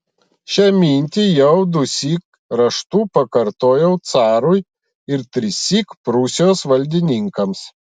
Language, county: Lithuanian, Vilnius